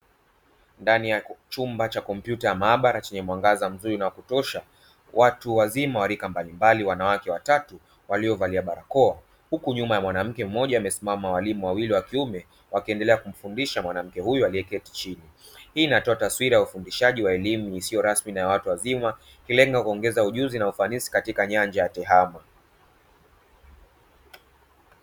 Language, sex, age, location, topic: Swahili, male, 25-35, Dar es Salaam, education